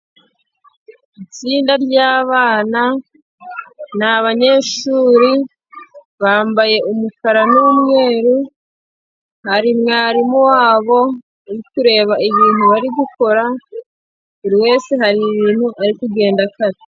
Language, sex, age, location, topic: Kinyarwanda, female, 25-35, Musanze, education